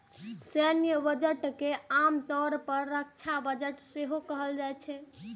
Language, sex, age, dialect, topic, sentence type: Maithili, female, 18-24, Eastern / Thethi, banking, statement